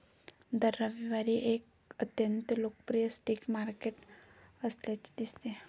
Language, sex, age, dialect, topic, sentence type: Marathi, male, 31-35, Varhadi, agriculture, statement